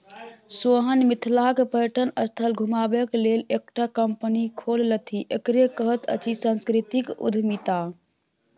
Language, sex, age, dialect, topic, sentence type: Maithili, female, 18-24, Bajjika, banking, statement